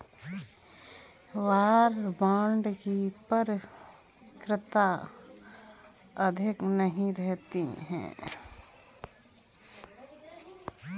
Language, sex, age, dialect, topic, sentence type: Hindi, female, 25-30, Kanauji Braj Bhasha, banking, statement